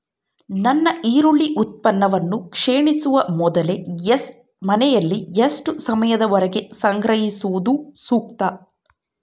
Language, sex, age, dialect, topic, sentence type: Kannada, female, 25-30, Central, agriculture, question